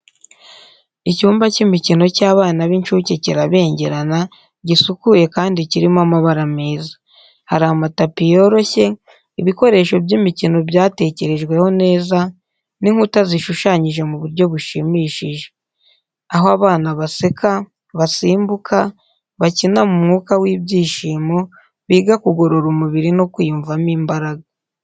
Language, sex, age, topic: Kinyarwanda, female, 25-35, education